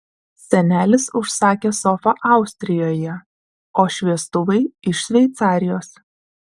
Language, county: Lithuanian, Vilnius